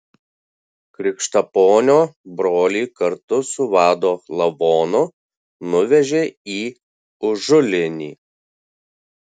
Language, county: Lithuanian, Kaunas